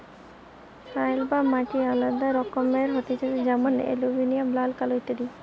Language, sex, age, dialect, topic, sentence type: Bengali, female, 18-24, Western, agriculture, statement